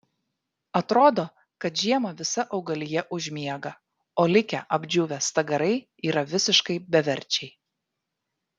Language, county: Lithuanian, Vilnius